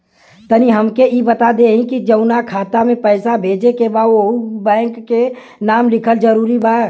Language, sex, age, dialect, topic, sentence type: Bhojpuri, male, 18-24, Western, banking, question